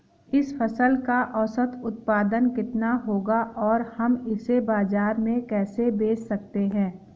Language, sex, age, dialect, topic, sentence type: Hindi, female, 18-24, Awadhi Bundeli, agriculture, question